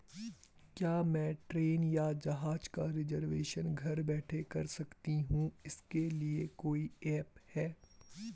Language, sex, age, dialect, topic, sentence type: Hindi, male, 18-24, Garhwali, banking, question